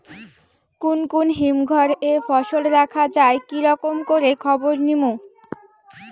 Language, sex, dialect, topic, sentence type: Bengali, female, Rajbangshi, agriculture, question